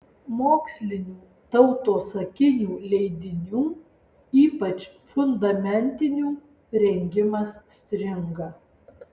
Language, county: Lithuanian, Alytus